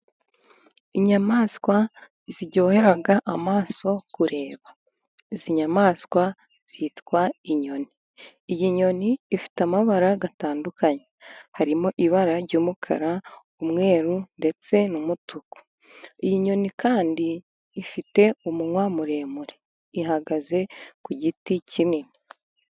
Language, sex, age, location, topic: Kinyarwanda, female, 18-24, Musanze, agriculture